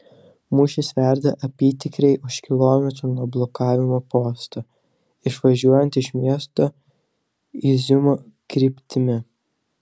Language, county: Lithuanian, Telšiai